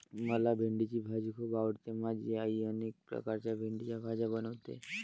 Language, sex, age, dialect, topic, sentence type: Marathi, male, 18-24, Varhadi, agriculture, statement